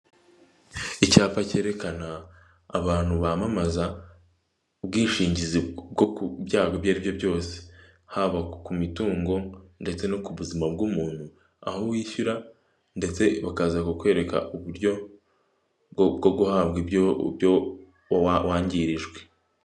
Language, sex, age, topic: Kinyarwanda, male, 18-24, finance